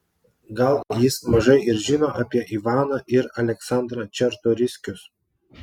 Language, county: Lithuanian, Klaipėda